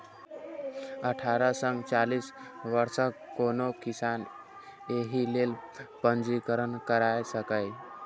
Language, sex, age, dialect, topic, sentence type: Maithili, male, 18-24, Eastern / Thethi, agriculture, statement